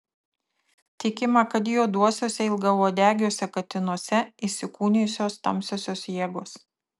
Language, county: Lithuanian, Tauragė